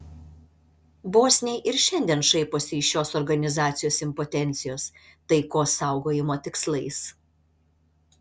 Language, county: Lithuanian, Šiauliai